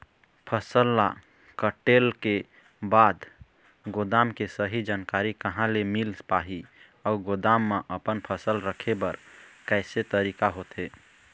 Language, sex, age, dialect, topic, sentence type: Chhattisgarhi, male, 31-35, Eastern, agriculture, question